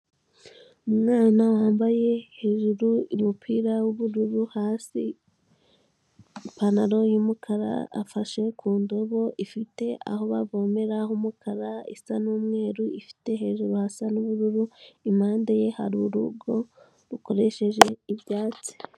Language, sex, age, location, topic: Kinyarwanda, female, 18-24, Kigali, health